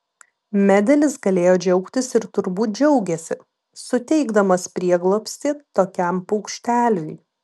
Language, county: Lithuanian, Vilnius